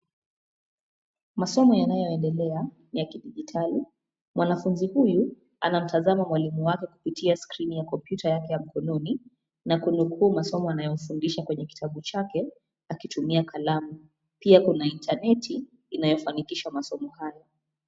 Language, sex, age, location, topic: Swahili, female, 25-35, Nairobi, education